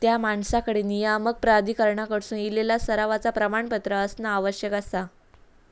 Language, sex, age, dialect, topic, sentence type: Marathi, female, 18-24, Southern Konkan, banking, statement